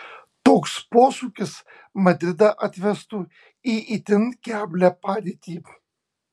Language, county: Lithuanian, Kaunas